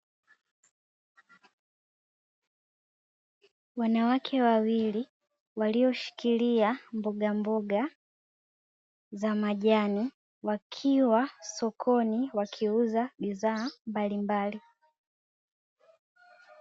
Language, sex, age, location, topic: Swahili, female, 18-24, Dar es Salaam, finance